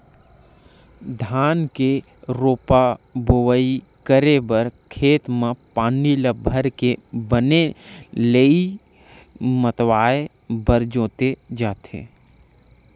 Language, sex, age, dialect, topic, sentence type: Chhattisgarhi, male, 25-30, Western/Budati/Khatahi, agriculture, statement